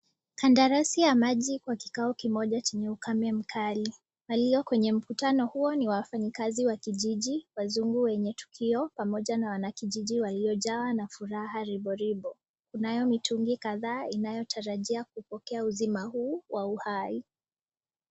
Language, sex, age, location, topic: Swahili, female, 18-24, Nakuru, health